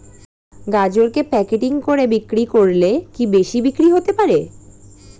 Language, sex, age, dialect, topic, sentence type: Bengali, female, 18-24, Standard Colloquial, agriculture, question